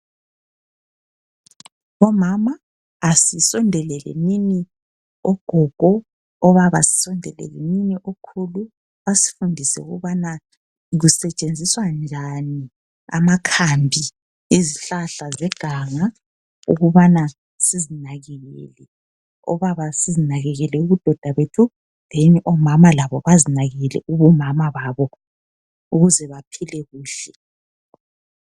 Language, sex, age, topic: North Ndebele, female, 25-35, health